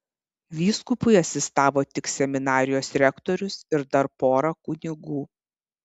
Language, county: Lithuanian, Kaunas